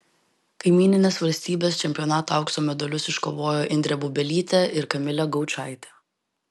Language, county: Lithuanian, Vilnius